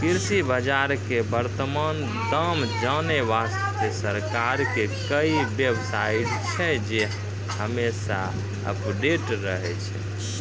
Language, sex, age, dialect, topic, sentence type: Maithili, male, 31-35, Angika, agriculture, statement